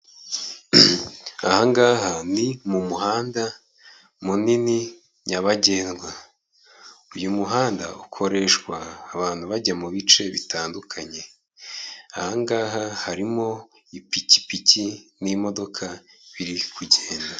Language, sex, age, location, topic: Kinyarwanda, male, 25-35, Kigali, government